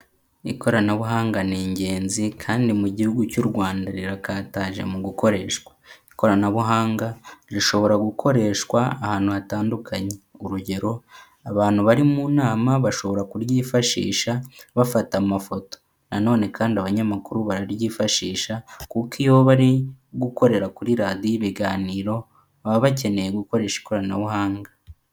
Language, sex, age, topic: Kinyarwanda, male, 18-24, government